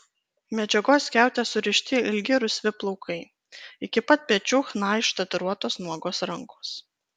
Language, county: Lithuanian, Kaunas